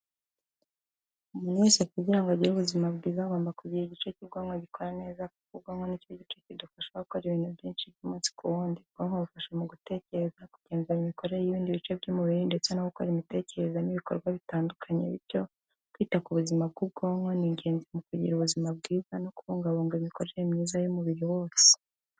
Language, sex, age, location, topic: Kinyarwanda, female, 18-24, Kigali, health